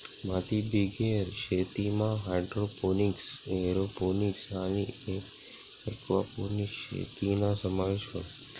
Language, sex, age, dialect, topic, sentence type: Marathi, male, 18-24, Northern Konkan, agriculture, statement